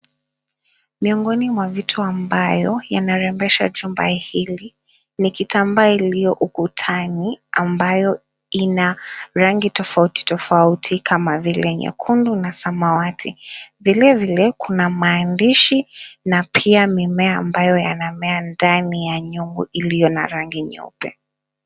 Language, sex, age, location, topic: Swahili, female, 25-35, Mombasa, government